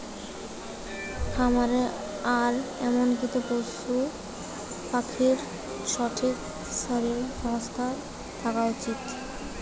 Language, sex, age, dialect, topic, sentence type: Bengali, female, 18-24, Western, agriculture, statement